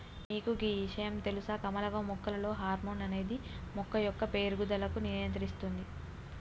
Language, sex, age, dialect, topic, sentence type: Telugu, female, 18-24, Telangana, agriculture, statement